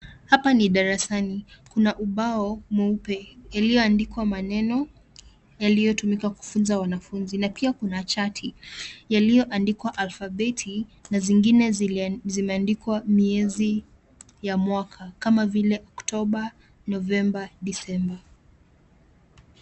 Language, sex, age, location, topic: Swahili, female, 18-24, Nakuru, education